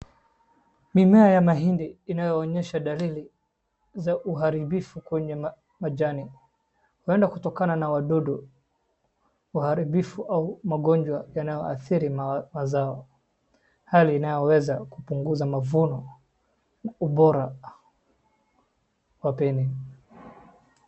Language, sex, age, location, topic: Swahili, male, 25-35, Wajir, agriculture